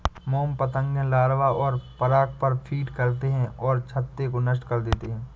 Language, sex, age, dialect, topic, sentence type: Hindi, male, 18-24, Awadhi Bundeli, agriculture, statement